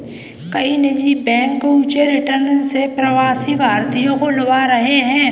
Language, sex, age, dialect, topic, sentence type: Hindi, female, 18-24, Kanauji Braj Bhasha, banking, statement